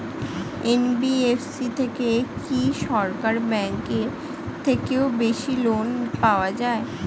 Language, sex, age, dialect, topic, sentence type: Bengali, female, 60-100, Standard Colloquial, banking, question